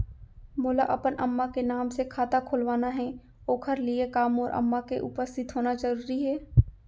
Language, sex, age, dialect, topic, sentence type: Chhattisgarhi, female, 25-30, Central, banking, question